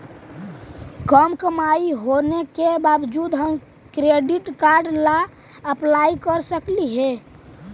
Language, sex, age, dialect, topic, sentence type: Magahi, male, 18-24, Central/Standard, banking, question